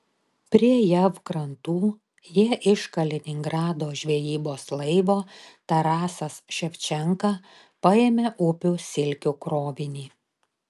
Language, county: Lithuanian, Telšiai